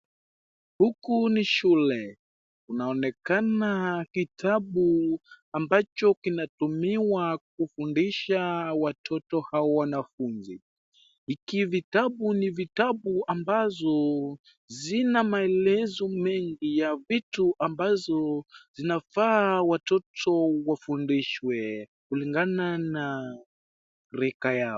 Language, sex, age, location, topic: Swahili, male, 18-24, Wajir, education